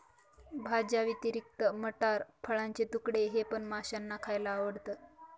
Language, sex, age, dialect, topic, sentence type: Marathi, female, 25-30, Northern Konkan, agriculture, statement